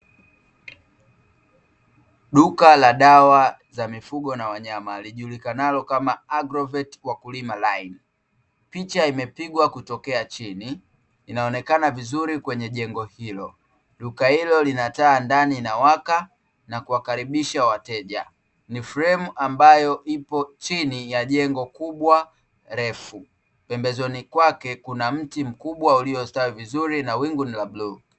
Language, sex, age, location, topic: Swahili, male, 25-35, Dar es Salaam, agriculture